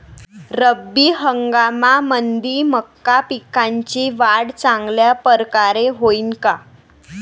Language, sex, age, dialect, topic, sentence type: Marathi, male, 18-24, Varhadi, agriculture, question